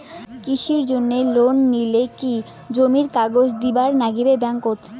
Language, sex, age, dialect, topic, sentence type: Bengali, female, 18-24, Rajbangshi, banking, question